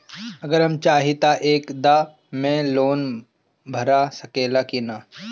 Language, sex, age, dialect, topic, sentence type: Bhojpuri, male, 25-30, Northern, banking, question